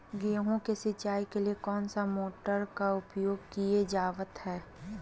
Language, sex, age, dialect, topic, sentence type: Magahi, female, 31-35, Southern, agriculture, question